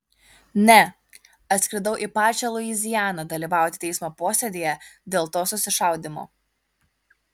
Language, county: Lithuanian, Kaunas